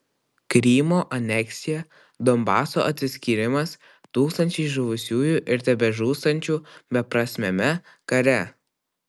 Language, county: Lithuanian, Kaunas